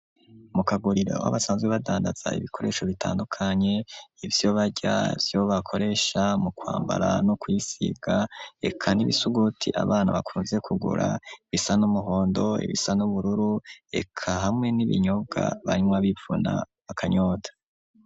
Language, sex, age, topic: Rundi, male, 25-35, education